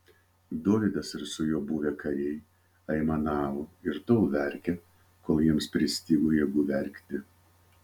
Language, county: Lithuanian, Vilnius